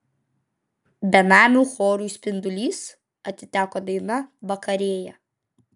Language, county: Lithuanian, Vilnius